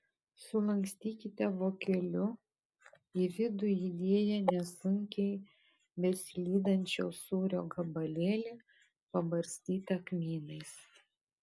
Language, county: Lithuanian, Kaunas